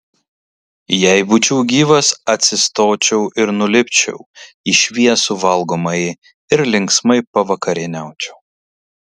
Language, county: Lithuanian, Kaunas